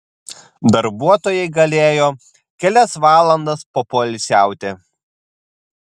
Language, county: Lithuanian, Vilnius